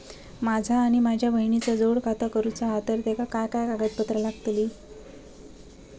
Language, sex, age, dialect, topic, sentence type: Marathi, female, 18-24, Southern Konkan, banking, question